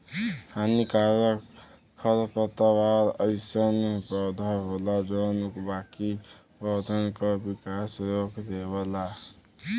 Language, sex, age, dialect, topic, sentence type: Bhojpuri, male, 18-24, Western, agriculture, statement